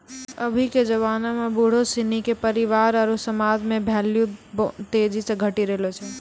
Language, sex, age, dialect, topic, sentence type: Maithili, female, 18-24, Angika, banking, statement